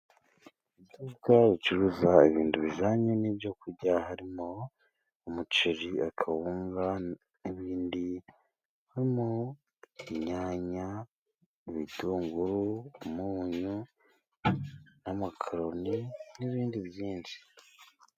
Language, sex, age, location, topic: Kinyarwanda, male, 18-24, Musanze, finance